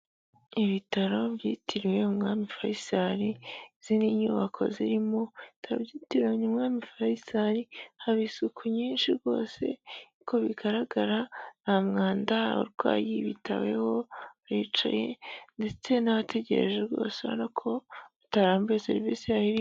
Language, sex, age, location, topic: Kinyarwanda, female, 25-35, Huye, health